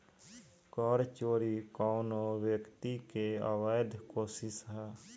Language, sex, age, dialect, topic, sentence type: Bhojpuri, male, 18-24, Southern / Standard, banking, statement